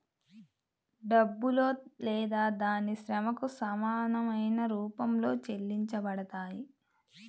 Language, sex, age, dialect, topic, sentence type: Telugu, female, 25-30, Central/Coastal, banking, statement